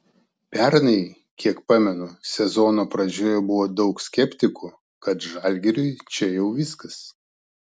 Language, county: Lithuanian, Klaipėda